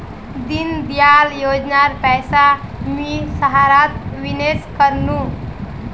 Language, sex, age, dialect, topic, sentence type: Magahi, female, 60-100, Northeastern/Surjapuri, banking, statement